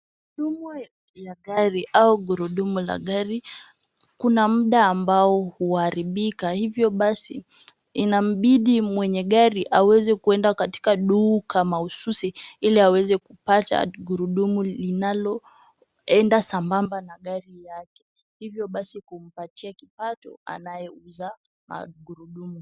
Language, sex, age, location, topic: Swahili, female, 18-24, Kisumu, finance